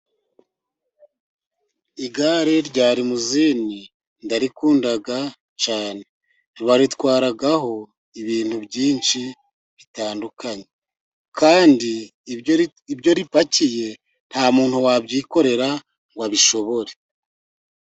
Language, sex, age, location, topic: Kinyarwanda, male, 50+, Musanze, government